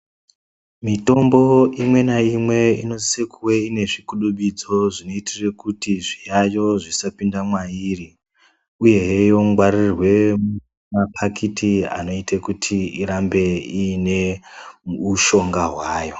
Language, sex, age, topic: Ndau, female, 25-35, health